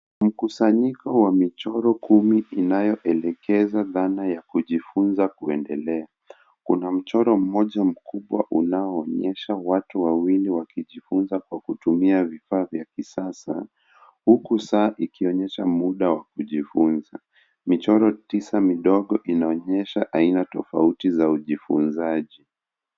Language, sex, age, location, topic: Swahili, male, 18-24, Nairobi, education